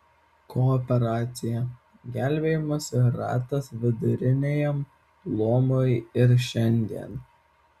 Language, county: Lithuanian, Vilnius